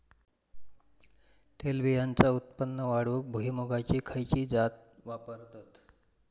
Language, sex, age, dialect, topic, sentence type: Marathi, male, 46-50, Southern Konkan, agriculture, question